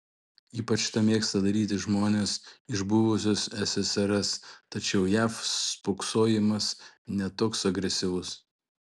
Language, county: Lithuanian, Šiauliai